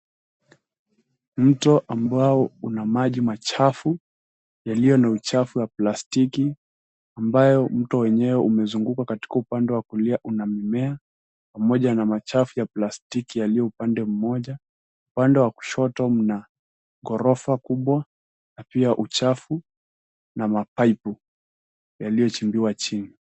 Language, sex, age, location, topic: Swahili, male, 18-24, Nairobi, government